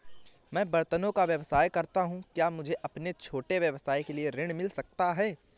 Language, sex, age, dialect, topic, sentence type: Hindi, male, 18-24, Awadhi Bundeli, banking, question